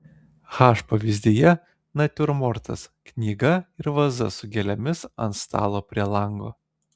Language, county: Lithuanian, Telšiai